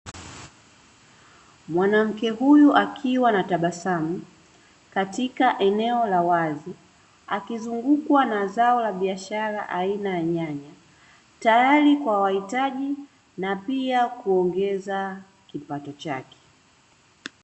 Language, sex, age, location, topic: Swahili, female, 25-35, Dar es Salaam, agriculture